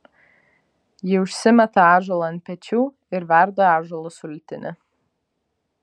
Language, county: Lithuanian, Vilnius